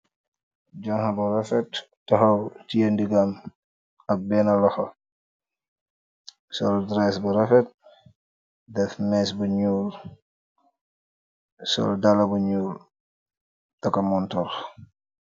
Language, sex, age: Wolof, male, 25-35